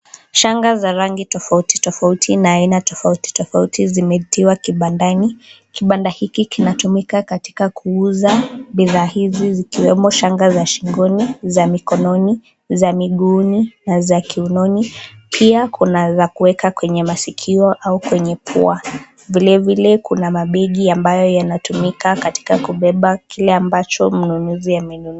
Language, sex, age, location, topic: Swahili, female, 18-24, Nakuru, finance